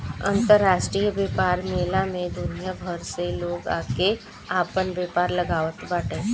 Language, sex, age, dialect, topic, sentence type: Bhojpuri, female, 25-30, Northern, banking, statement